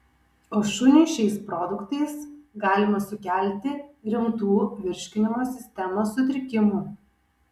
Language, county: Lithuanian, Kaunas